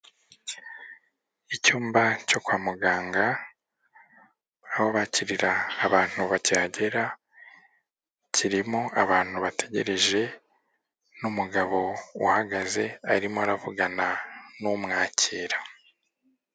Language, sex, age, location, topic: Kinyarwanda, male, 36-49, Kigali, health